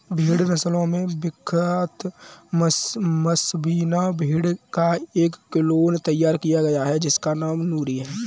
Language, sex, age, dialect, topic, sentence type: Hindi, male, 18-24, Kanauji Braj Bhasha, agriculture, statement